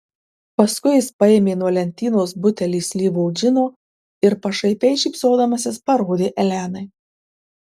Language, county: Lithuanian, Marijampolė